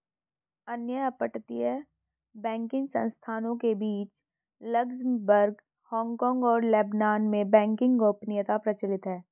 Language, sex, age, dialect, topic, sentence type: Hindi, female, 31-35, Hindustani Malvi Khadi Boli, banking, statement